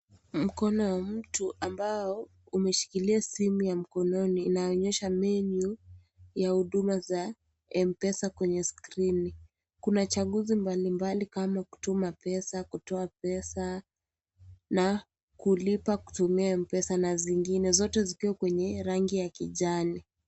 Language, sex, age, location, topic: Swahili, female, 18-24, Kisii, finance